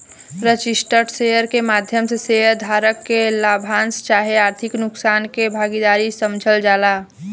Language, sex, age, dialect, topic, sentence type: Bhojpuri, female, 25-30, Southern / Standard, banking, statement